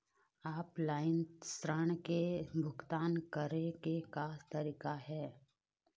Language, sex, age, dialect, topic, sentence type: Chhattisgarhi, female, 25-30, Eastern, banking, question